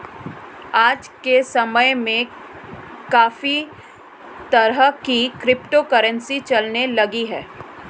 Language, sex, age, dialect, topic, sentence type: Hindi, female, 31-35, Marwari Dhudhari, banking, statement